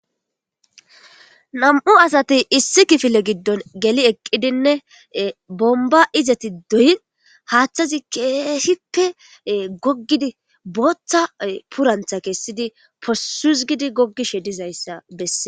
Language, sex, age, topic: Gamo, male, 18-24, government